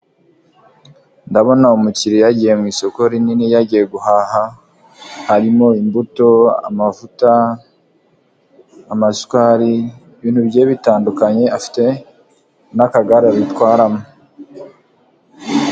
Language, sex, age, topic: Kinyarwanda, male, 25-35, finance